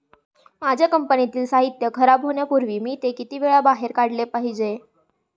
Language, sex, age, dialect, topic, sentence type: Marathi, female, 18-24, Standard Marathi, agriculture, question